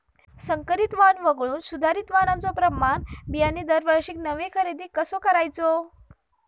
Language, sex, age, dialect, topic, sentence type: Marathi, female, 31-35, Southern Konkan, agriculture, question